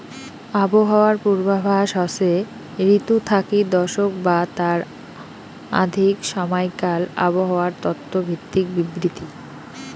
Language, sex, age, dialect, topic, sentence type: Bengali, female, 18-24, Rajbangshi, agriculture, statement